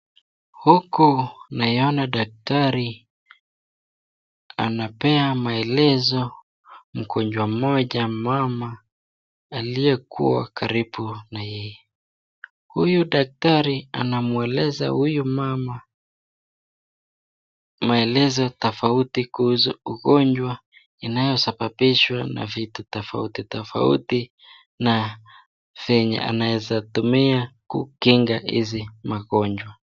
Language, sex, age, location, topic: Swahili, female, 36-49, Nakuru, health